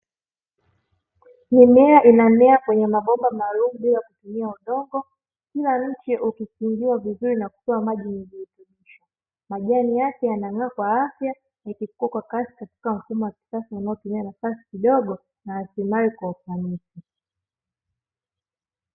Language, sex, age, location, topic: Swahili, female, 18-24, Dar es Salaam, agriculture